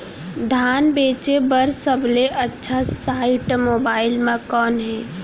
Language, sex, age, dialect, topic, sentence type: Chhattisgarhi, female, 36-40, Central, agriculture, question